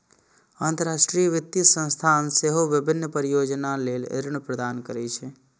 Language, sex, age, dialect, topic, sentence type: Maithili, male, 25-30, Eastern / Thethi, banking, statement